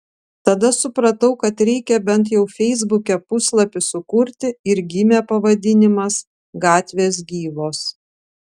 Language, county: Lithuanian, Vilnius